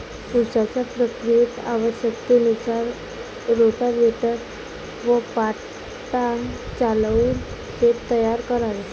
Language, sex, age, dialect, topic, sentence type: Marathi, female, 18-24, Varhadi, agriculture, statement